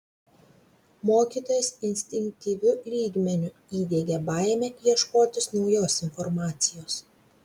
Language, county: Lithuanian, Vilnius